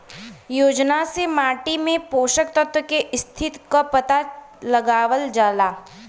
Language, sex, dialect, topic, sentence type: Bhojpuri, female, Western, agriculture, statement